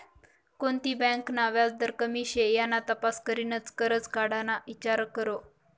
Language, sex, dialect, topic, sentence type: Marathi, female, Northern Konkan, banking, statement